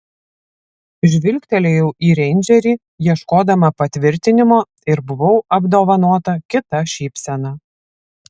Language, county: Lithuanian, Vilnius